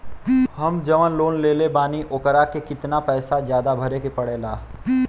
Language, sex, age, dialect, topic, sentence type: Bhojpuri, male, 18-24, Western, banking, question